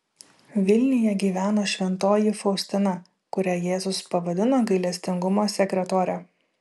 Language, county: Lithuanian, Vilnius